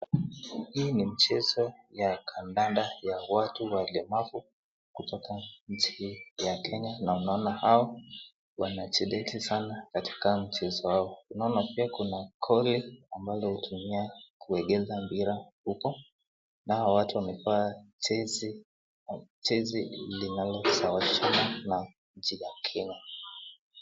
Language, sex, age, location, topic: Swahili, male, 18-24, Nakuru, education